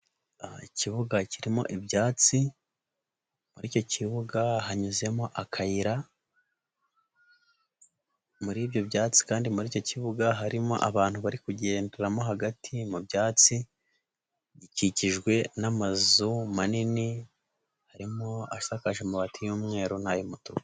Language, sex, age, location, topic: Kinyarwanda, male, 18-24, Nyagatare, education